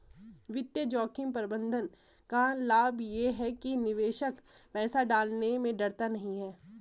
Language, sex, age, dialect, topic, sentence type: Hindi, female, 18-24, Garhwali, banking, statement